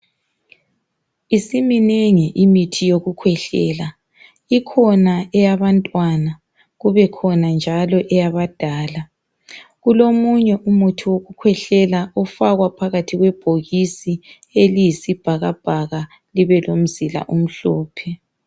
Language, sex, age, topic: North Ndebele, male, 36-49, health